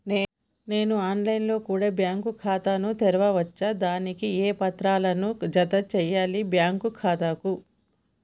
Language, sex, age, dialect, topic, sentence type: Telugu, female, 31-35, Telangana, banking, question